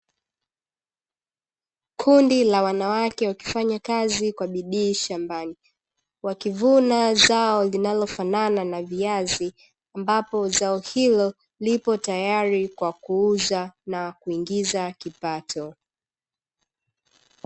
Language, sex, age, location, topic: Swahili, female, 18-24, Dar es Salaam, agriculture